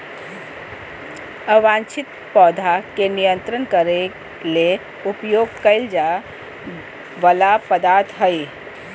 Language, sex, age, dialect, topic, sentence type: Magahi, female, 46-50, Southern, agriculture, statement